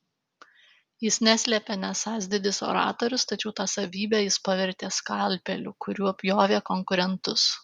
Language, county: Lithuanian, Alytus